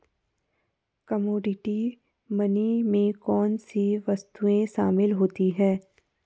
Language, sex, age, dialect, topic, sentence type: Hindi, female, 51-55, Garhwali, banking, statement